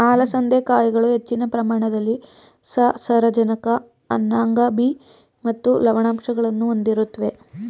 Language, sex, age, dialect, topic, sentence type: Kannada, male, 36-40, Mysore Kannada, agriculture, statement